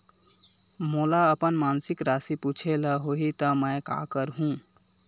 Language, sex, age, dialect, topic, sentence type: Chhattisgarhi, male, 18-24, Western/Budati/Khatahi, banking, question